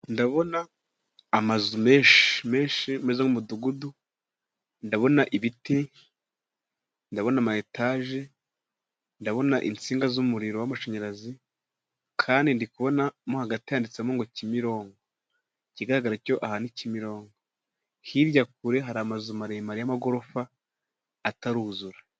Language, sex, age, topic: Kinyarwanda, male, 18-24, government